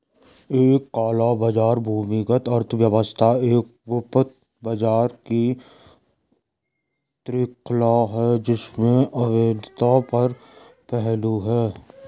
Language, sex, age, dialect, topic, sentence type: Hindi, male, 56-60, Garhwali, banking, statement